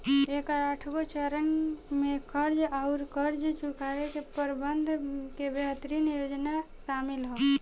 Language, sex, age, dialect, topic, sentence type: Bhojpuri, female, 18-24, Southern / Standard, banking, statement